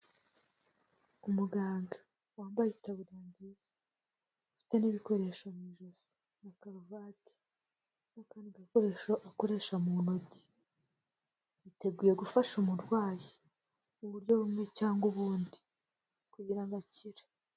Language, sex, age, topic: Kinyarwanda, female, 18-24, health